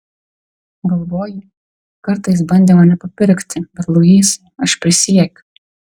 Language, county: Lithuanian, Vilnius